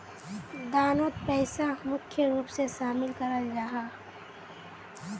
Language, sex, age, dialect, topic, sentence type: Magahi, female, 18-24, Northeastern/Surjapuri, banking, statement